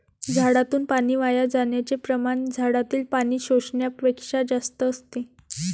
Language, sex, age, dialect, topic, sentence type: Marathi, female, 18-24, Varhadi, agriculture, statement